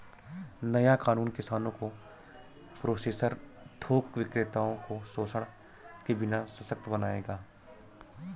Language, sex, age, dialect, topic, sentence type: Hindi, male, 36-40, Awadhi Bundeli, agriculture, statement